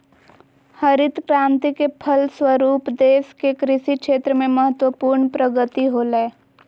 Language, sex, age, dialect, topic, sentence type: Magahi, female, 18-24, Southern, agriculture, statement